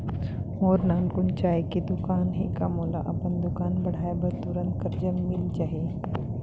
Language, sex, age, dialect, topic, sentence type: Chhattisgarhi, female, 25-30, Central, banking, question